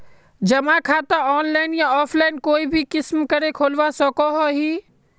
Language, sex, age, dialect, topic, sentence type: Magahi, male, 18-24, Northeastern/Surjapuri, banking, question